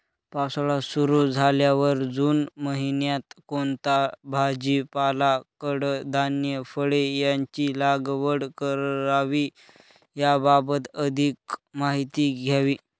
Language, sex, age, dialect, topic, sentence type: Marathi, male, 18-24, Northern Konkan, agriculture, question